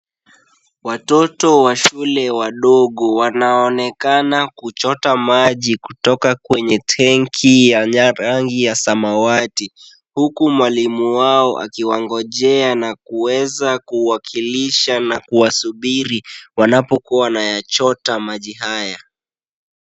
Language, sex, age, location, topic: Swahili, male, 18-24, Kisumu, health